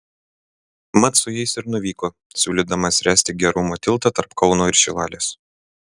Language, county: Lithuanian, Vilnius